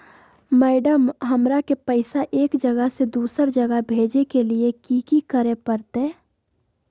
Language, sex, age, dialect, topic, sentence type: Magahi, female, 18-24, Southern, banking, question